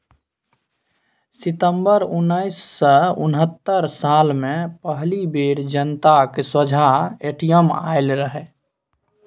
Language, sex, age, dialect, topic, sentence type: Maithili, male, 18-24, Bajjika, banking, statement